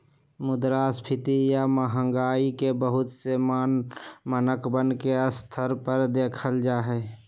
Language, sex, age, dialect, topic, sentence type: Magahi, male, 56-60, Western, banking, statement